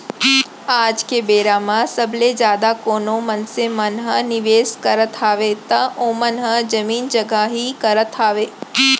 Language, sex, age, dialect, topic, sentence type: Chhattisgarhi, female, 25-30, Central, banking, statement